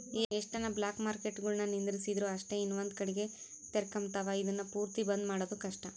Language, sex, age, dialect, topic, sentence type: Kannada, female, 18-24, Central, banking, statement